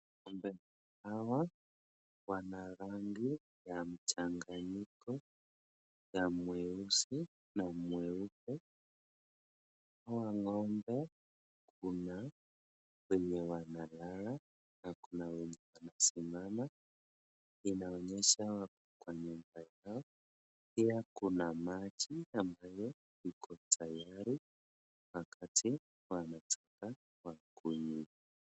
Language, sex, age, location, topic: Swahili, male, 25-35, Nakuru, agriculture